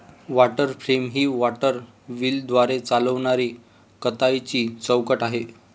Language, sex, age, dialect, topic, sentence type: Marathi, male, 25-30, Varhadi, agriculture, statement